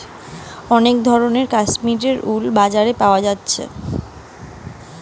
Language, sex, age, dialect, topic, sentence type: Bengali, female, 25-30, Western, agriculture, statement